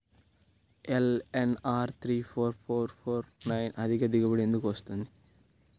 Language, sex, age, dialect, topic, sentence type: Telugu, male, 18-24, Central/Coastal, agriculture, question